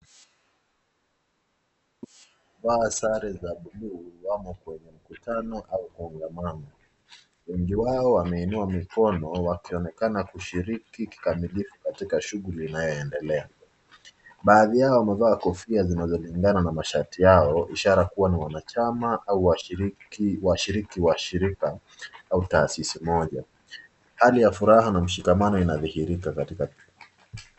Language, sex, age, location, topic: Swahili, male, 25-35, Nakuru, government